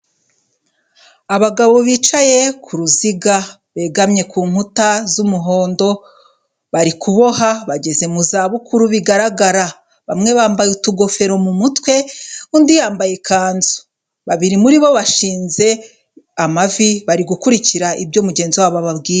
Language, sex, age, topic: Kinyarwanda, female, 25-35, health